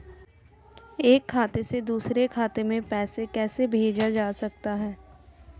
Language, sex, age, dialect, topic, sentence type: Hindi, female, 18-24, Marwari Dhudhari, banking, question